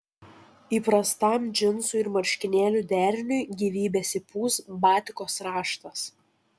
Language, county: Lithuanian, Šiauliai